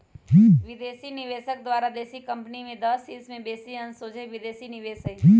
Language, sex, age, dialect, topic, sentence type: Magahi, male, 18-24, Western, banking, statement